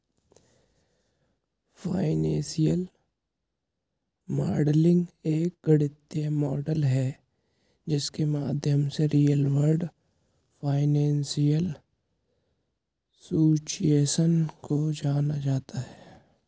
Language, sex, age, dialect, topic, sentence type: Hindi, male, 18-24, Hindustani Malvi Khadi Boli, banking, statement